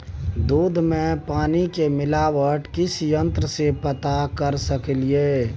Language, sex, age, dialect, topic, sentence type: Maithili, male, 25-30, Bajjika, agriculture, question